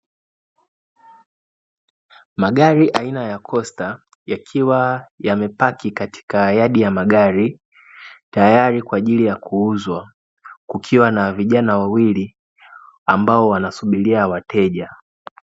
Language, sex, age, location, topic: Swahili, male, 18-24, Dar es Salaam, finance